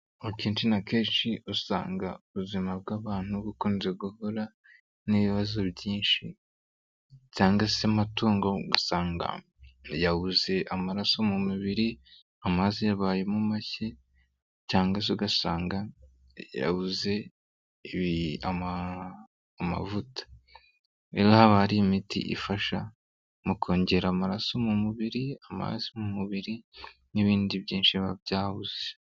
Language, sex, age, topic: Kinyarwanda, male, 18-24, agriculture